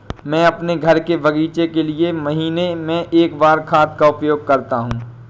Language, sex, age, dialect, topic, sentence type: Hindi, female, 18-24, Awadhi Bundeli, agriculture, statement